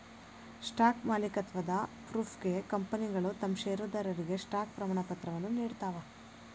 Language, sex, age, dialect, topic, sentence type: Kannada, female, 25-30, Dharwad Kannada, banking, statement